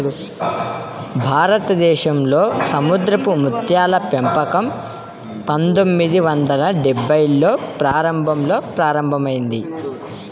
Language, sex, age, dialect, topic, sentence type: Telugu, male, 18-24, Central/Coastal, agriculture, statement